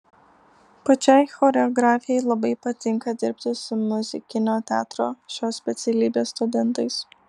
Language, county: Lithuanian, Alytus